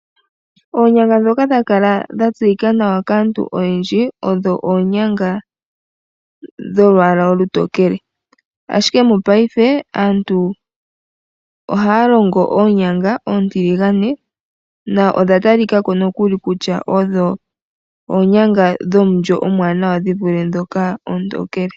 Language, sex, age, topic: Oshiwambo, female, 18-24, agriculture